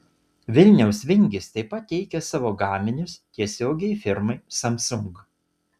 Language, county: Lithuanian, Utena